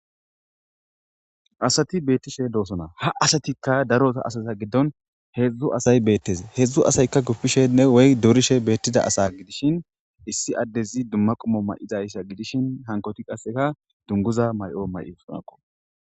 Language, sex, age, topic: Gamo, female, 18-24, government